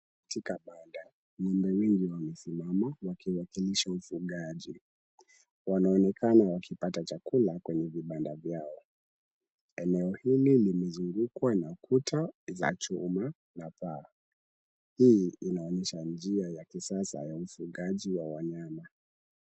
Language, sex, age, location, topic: Swahili, male, 18-24, Kisumu, agriculture